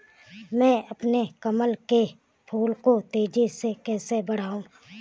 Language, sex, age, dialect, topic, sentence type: Hindi, female, 18-24, Awadhi Bundeli, agriculture, question